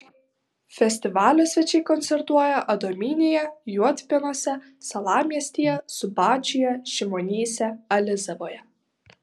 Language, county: Lithuanian, Vilnius